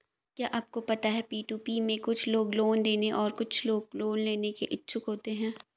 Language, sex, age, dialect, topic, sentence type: Hindi, female, 18-24, Marwari Dhudhari, banking, statement